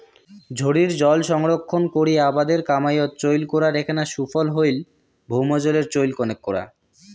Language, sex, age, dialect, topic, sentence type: Bengali, male, 18-24, Rajbangshi, agriculture, statement